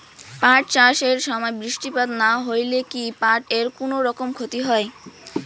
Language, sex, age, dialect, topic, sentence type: Bengali, female, 18-24, Rajbangshi, agriculture, question